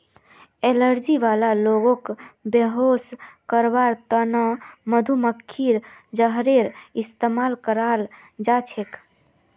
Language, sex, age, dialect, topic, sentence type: Magahi, female, 18-24, Northeastern/Surjapuri, agriculture, statement